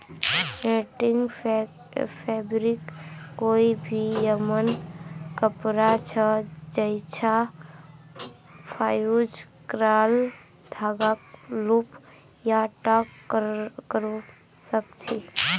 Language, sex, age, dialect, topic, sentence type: Magahi, female, 41-45, Northeastern/Surjapuri, agriculture, statement